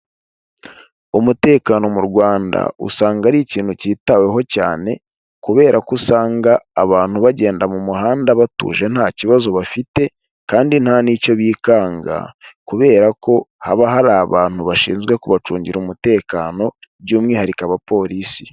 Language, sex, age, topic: Kinyarwanda, male, 25-35, government